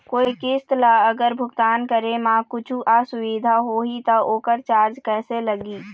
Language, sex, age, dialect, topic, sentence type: Chhattisgarhi, female, 25-30, Eastern, banking, question